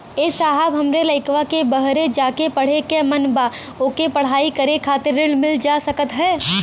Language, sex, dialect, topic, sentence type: Bhojpuri, female, Western, banking, question